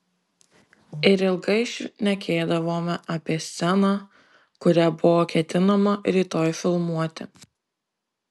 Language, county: Lithuanian, Marijampolė